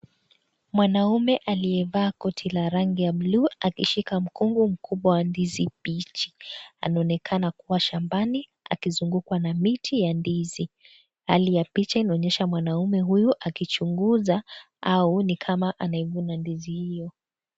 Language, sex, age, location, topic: Swahili, female, 18-24, Kisii, agriculture